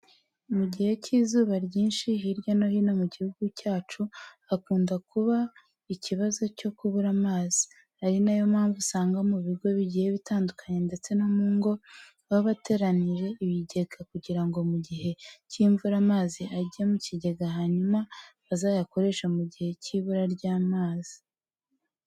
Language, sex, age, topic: Kinyarwanda, female, 18-24, education